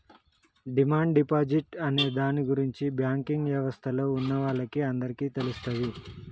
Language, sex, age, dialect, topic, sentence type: Telugu, male, 31-35, Telangana, banking, statement